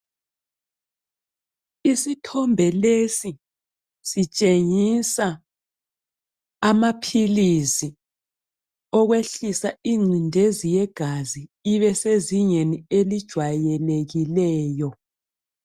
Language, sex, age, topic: North Ndebele, female, 36-49, health